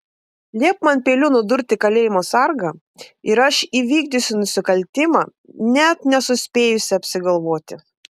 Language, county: Lithuanian, Vilnius